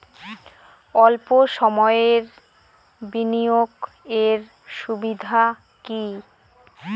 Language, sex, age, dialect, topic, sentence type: Bengali, female, 25-30, Rajbangshi, banking, question